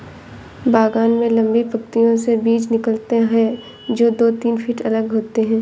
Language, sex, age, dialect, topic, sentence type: Hindi, female, 18-24, Awadhi Bundeli, agriculture, statement